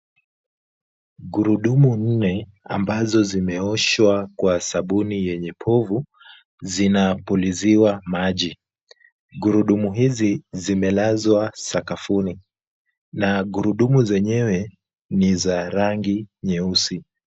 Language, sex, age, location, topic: Swahili, female, 25-35, Kisumu, finance